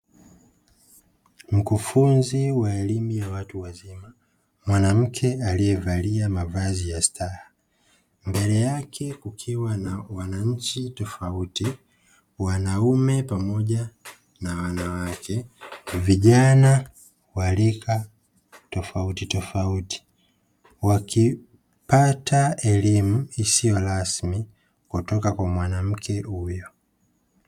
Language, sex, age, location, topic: Swahili, female, 18-24, Dar es Salaam, education